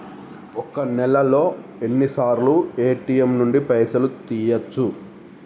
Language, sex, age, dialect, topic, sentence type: Telugu, male, 41-45, Telangana, banking, question